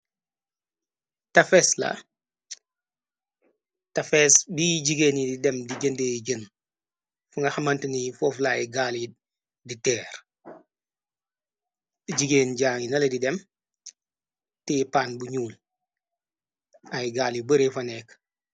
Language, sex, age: Wolof, male, 25-35